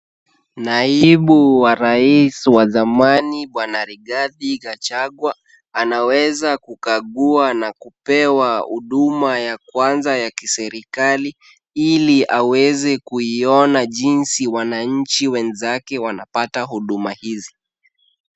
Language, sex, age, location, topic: Swahili, male, 18-24, Kisumu, government